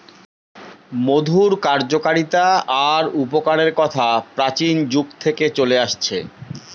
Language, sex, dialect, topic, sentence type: Bengali, male, Northern/Varendri, agriculture, statement